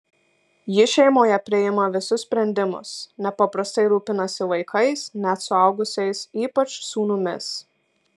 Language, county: Lithuanian, Marijampolė